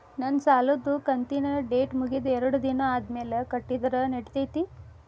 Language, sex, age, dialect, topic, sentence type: Kannada, female, 25-30, Dharwad Kannada, banking, question